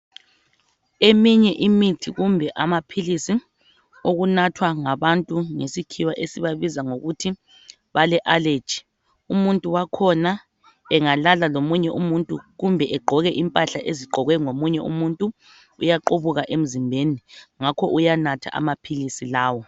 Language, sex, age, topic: North Ndebele, female, 25-35, health